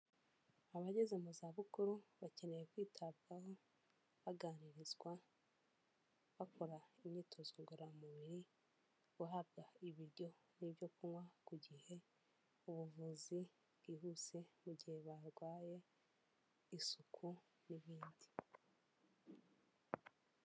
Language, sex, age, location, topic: Kinyarwanda, female, 25-35, Kigali, health